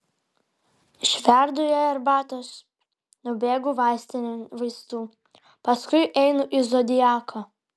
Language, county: Lithuanian, Vilnius